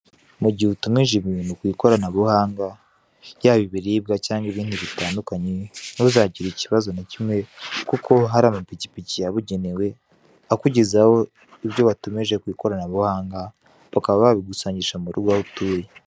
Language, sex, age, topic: Kinyarwanda, male, 18-24, finance